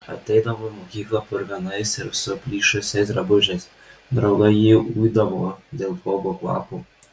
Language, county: Lithuanian, Marijampolė